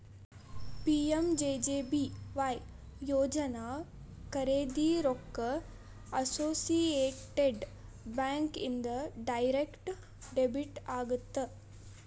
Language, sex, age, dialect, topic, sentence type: Kannada, female, 18-24, Dharwad Kannada, banking, statement